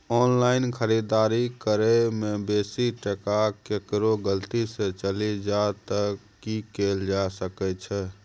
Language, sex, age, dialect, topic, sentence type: Maithili, male, 36-40, Bajjika, banking, question